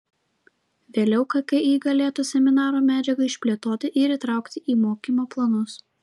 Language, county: Lithuanian, Vilnius